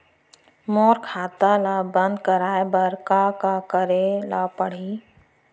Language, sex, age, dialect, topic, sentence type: Chhattisgarhi, female, 31-35, Central, banking, question